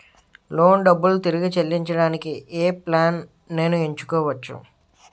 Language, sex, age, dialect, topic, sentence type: Telugu, male, 18-24, Utterandhra, banking, question